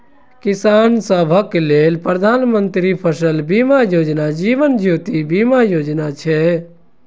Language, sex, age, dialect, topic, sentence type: Maithili, male, 56-60, Eastern / Thethi, banking, statement